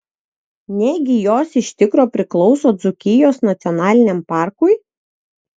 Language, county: Lithuanian, Vilnius